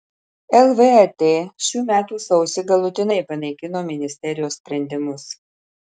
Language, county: Lithuanian, Marijampolė